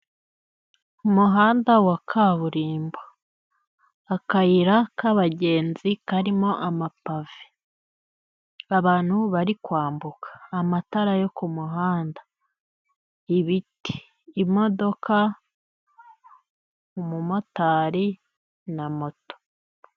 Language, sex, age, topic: Kinyarwanda, female, 18-24, government